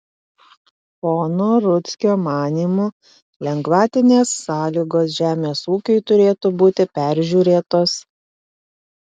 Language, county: Lithuanian, Panevėžys